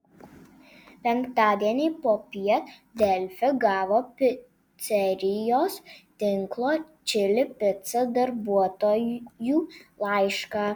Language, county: Lithuanian, Vilnius